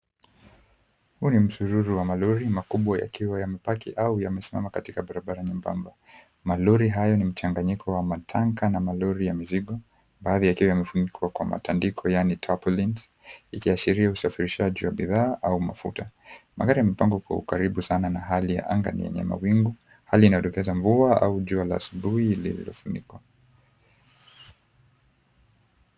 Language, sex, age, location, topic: Swahili, male, 25-35, Mombasa, government